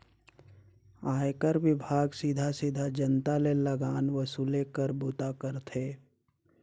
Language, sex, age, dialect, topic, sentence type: Chhattisgarhi, male, 56-60, Northern/Bhandar, banking, statement